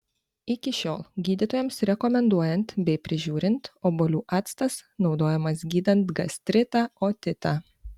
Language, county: Lithuanian, Panevėžys